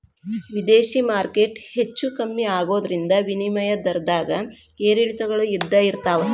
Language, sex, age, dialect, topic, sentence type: Kannada, female, 25-30, Dharwad Kannada, banking, statement